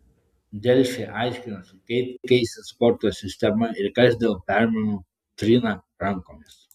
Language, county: Lithuanian, Klaipėda